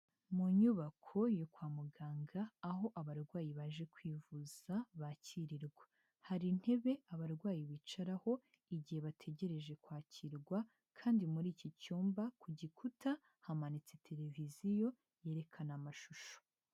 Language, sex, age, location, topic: Kinyarwanda, female, 18-24, Huye, health